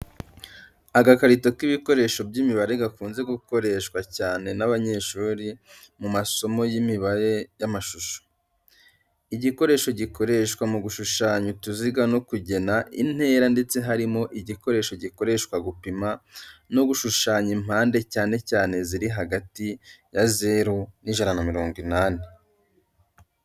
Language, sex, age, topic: Kinyarwanda, male, 25-35, education